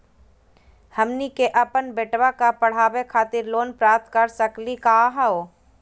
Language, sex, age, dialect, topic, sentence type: Magahi, female, 31-35, Southern, banking, question